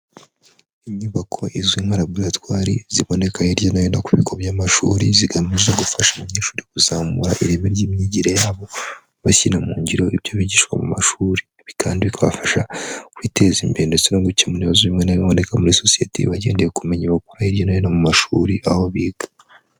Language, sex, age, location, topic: Kinyarwanda, male, 25-35, Huye, education